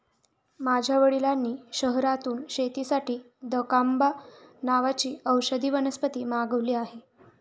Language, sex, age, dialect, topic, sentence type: Marathi, female, 18-24, Northern Konkan, agriculture, statement